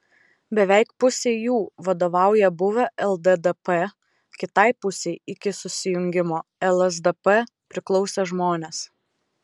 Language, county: Lithuanian, Vilnius